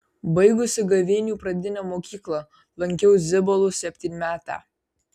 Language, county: Lithuanian, Kaunas